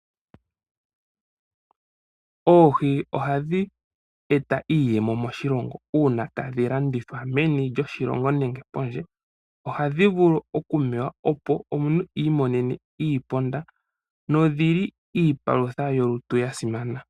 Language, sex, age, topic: Oshiwambo, male, 25-35, agriculture